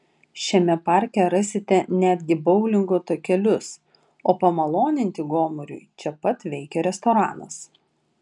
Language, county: Lithuanian, Vilnius